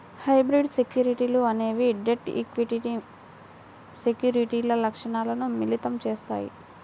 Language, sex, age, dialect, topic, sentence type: Telugu, female, 18-24, Central/Coastal, banking, statement